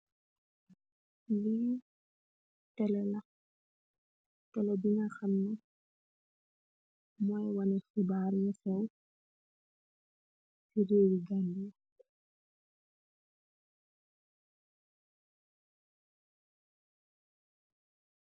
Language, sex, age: Wolof, female, 18-24